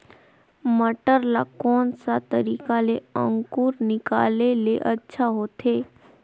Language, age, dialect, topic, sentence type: Chhattisgarhi, 18-24, Northern/Bhandar, agriculture, question